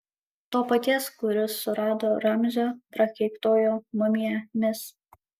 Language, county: Lithuanian, Kaunas